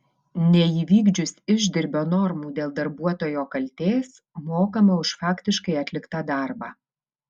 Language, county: Lithuanian, Vilnius